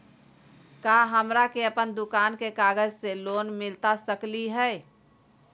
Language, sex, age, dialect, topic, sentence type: Magahi, female, 18-24, Southern, banking, question